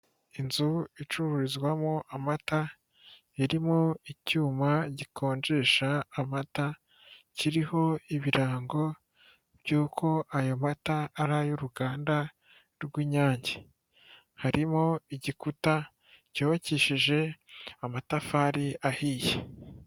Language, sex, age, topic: Kinyarwanda, female, 36-49, finance